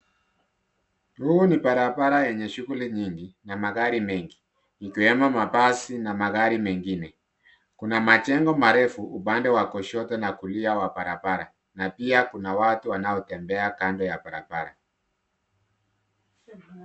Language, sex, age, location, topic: Swahili, male, 36-49, Nairobi, government